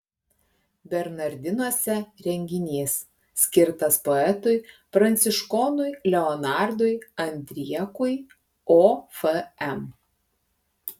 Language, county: Lithuanian, Klaipėda